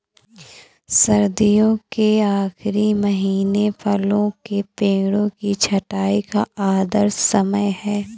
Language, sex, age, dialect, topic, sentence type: Hindi, female, 18-24, Awadhi Bundeli, agriculture, statement